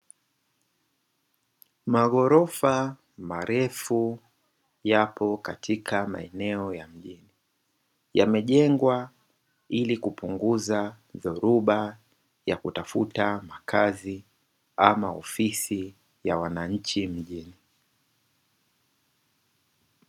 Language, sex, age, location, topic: Swahili, male, 25-35, Dar es Salaam, finance